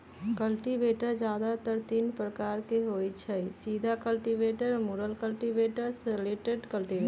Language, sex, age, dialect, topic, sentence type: Magahi, female, 31-35, Western, agriculture, statement